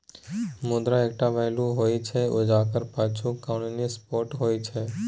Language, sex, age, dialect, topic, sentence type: Maithili, male, 18-24, Bajjika, banking, statement